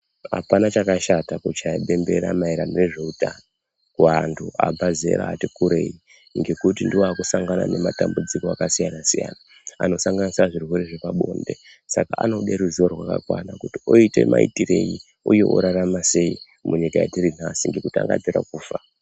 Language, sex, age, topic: Ndau, male, 25-35, education